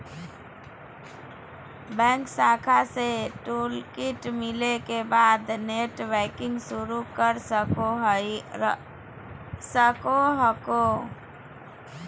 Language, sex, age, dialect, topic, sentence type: Magahi, female, 31-35, Southern, banking, statement